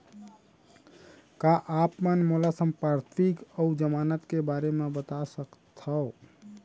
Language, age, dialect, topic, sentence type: Chhattisgarhi, 18-24, Central, banking, question